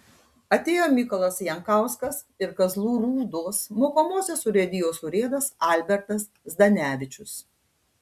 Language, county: Lithuanian, Panevėžys